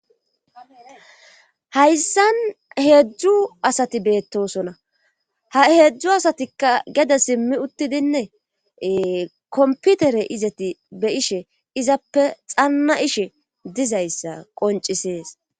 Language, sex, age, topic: Gamo, female, 25-35, government